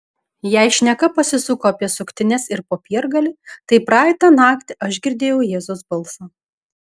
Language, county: Lithuanian, Šiauliai